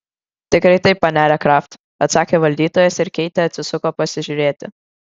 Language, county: Lithuanian, Kaunas